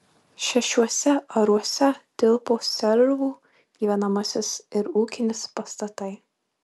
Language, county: Lithuanian, Marijampolė